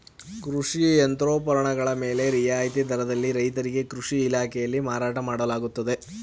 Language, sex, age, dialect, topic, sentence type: Kannada, female, 51-55, Mysore Kannada, agriculture, statement